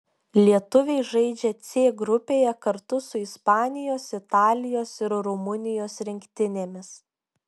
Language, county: Lithuanian, Šiauliai